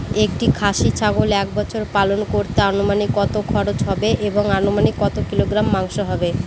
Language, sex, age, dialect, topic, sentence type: Bengali, female, 31-35, Northern/Varendri, agriculture, question